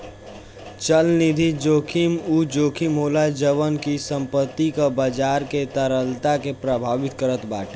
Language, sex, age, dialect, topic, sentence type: Bhojpuri, male, <18, Northern, banking, statement